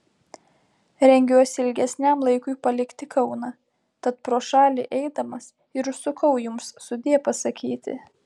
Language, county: Lithuanian, Panevėžys